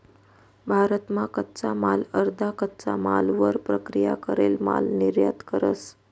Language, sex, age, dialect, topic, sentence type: Marathi, female, 31-35, Northern Konkan, agriculture, statement